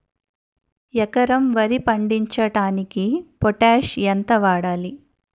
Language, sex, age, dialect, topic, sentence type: Telugu, female, 41-45, Utterandhra, agriculture, question